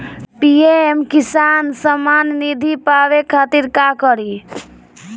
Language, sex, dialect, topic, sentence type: Bhojpuri, female, Northern, agriculture, question